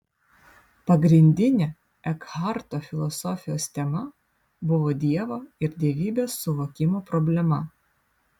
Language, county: Lithuanian, Vilnius